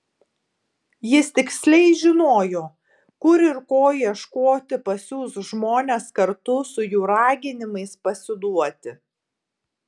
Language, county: Lithuanian, Tauragė